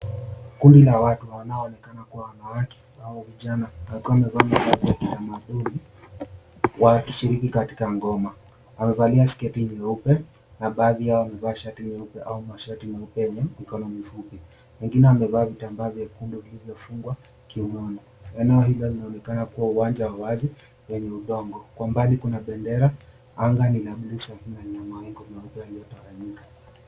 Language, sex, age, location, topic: Swahili, male, 18-24, Mombasa, government